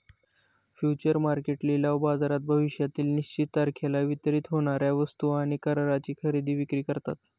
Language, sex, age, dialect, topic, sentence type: Marathi, male, 18-24, Standard Marathi, banking, statement